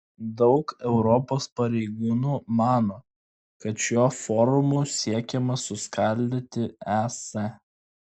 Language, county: Lithuanian, Klaipėda